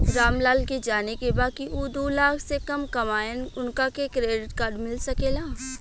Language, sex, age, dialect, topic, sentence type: Bhojpuri, female, 18-24, Western, banking, question